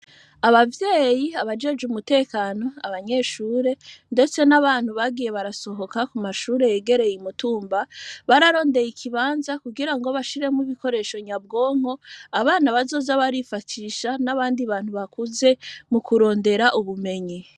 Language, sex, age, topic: Rundi, female, 25-35, education